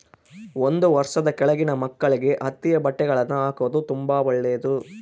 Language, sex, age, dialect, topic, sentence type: Kannada, male, 18-24, Central, agriculture, statement